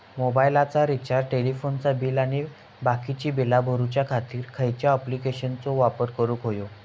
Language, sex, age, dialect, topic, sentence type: Marathi, male, 41-45, Southern Konkan, banking, question